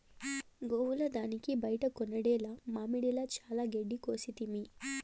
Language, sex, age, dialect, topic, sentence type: Telugu, female, 18-24, Southern, agriculture, statement